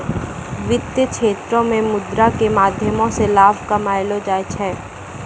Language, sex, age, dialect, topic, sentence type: Maithili, female, 18-24, Angika, banking, statement